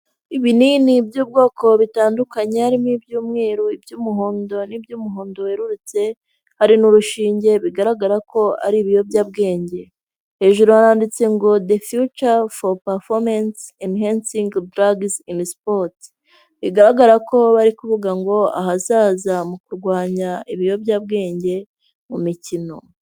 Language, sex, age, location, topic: Kinyarwanda, female, 25-35, Huye, health